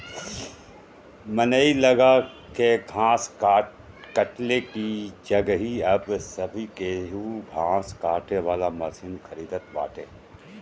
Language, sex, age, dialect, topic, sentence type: Bhojpuri, male, 41-45, Northern, agriculture, statement